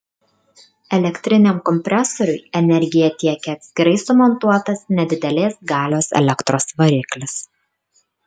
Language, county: Lithuanian, Kaunas